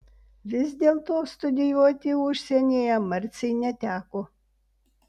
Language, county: Lithuanian, Vilnius